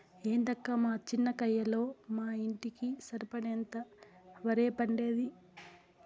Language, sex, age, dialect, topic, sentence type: Telugu, female, 60-100, Southern, agriculture, statement